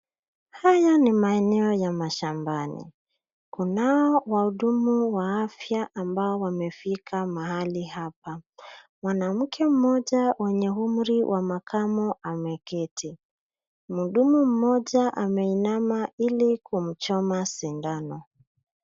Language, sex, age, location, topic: Swahili, female, 18-24, Nairobi, health